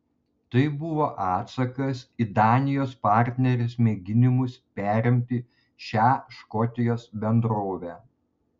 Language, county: Lithuanian, Panevėžys